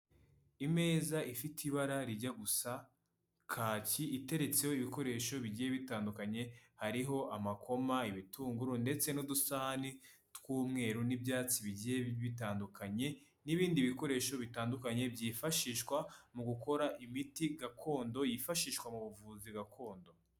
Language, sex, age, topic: Kinyarwanda, male, 18-24, health